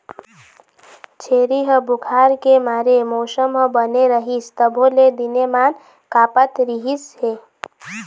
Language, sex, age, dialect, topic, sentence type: Chhattisgarhi, female, 25-30, Eastern, agriculture, statement